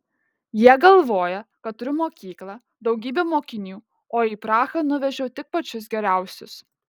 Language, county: Lithuanian, Kaunas